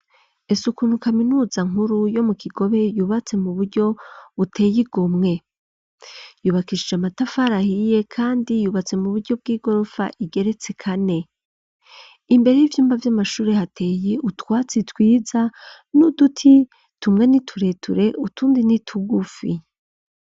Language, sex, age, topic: Rundi, female, 25-35, education